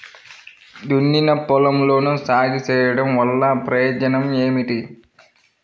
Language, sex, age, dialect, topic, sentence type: Telugu, male, 18-24, Central/Coastal, agriculture, question